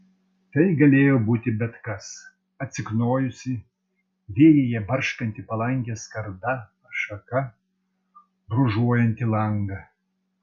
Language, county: Lithuanian, Vilnius